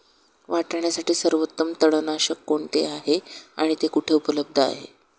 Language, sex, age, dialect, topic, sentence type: Marathi, male, 56-60, Standard Marathi, agriculture, question